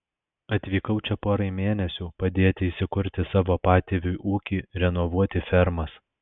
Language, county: Lithuanian, Alytus